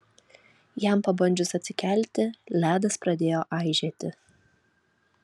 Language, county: Lithuanian, Alytus